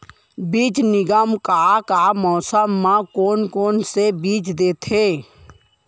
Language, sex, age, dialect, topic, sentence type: Chhattisgarhi, female, 18-24, Central, agriculture, question